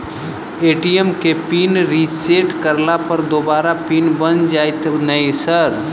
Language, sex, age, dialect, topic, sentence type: Maithili, male, 31-35, Southern/Standard, banking, question